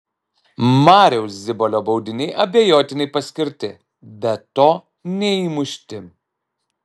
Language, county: Lithuanian, Alytus